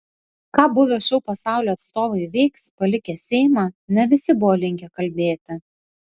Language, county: Lithuanian, Vilnius